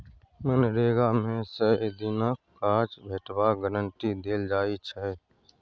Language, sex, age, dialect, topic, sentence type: Maithili, male, 31-35, Bajjika, banking, statement